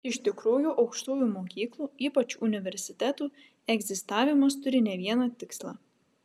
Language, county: Lithuanian, Vilnius